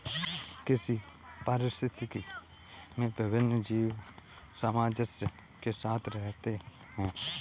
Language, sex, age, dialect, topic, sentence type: Hindi, male, 18-24, Kanauji Braj Bhasha, agriculture, statement